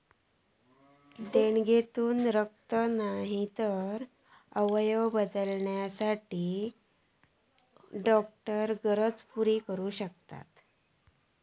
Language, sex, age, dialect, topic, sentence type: Marathi, female, 41-45, Southern Konkan, banking, statement